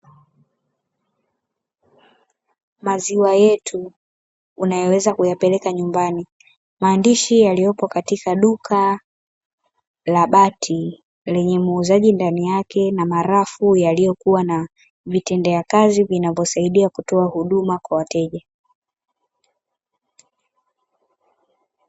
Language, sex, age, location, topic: Swahili, female, 25-35, Dar es Salaam, finance